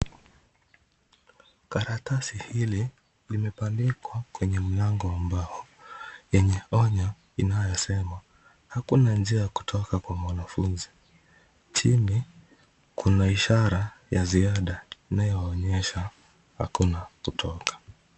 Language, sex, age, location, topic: Swahili, male, 25-35, Kisumu, education